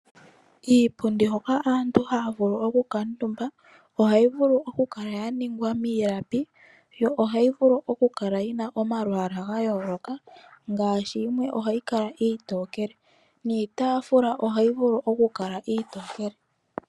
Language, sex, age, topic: Oshiwambo, female, 25-35, finance